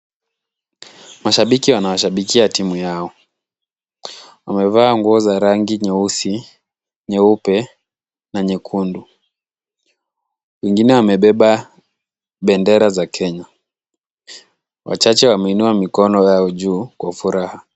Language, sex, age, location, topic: Swahili, male, 25-35, Kisumu, government